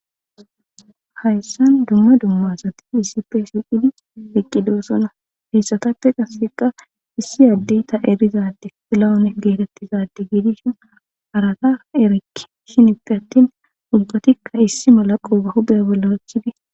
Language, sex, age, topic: Gamo, female, 18-24, government